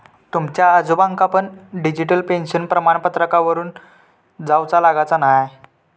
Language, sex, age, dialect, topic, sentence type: Marathi, male, 31-35, Southern Konkan, banking, statement